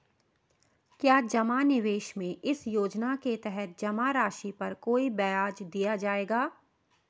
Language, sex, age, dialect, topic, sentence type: Hindi, female, 31-35, Marwari Dhudhari, banking, question